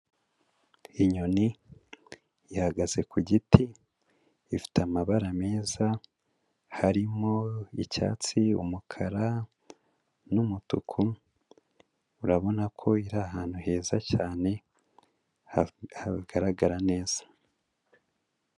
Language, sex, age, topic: Kinyarwanda, male, 25-35, agriculture